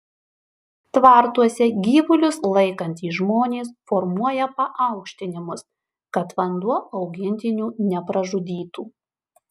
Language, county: Lithuanian, Marijampolė